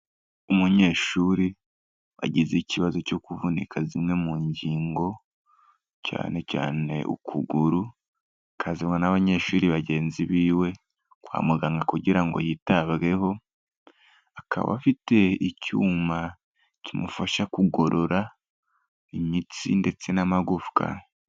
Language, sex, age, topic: Kinyarwanda, male, 18-24, health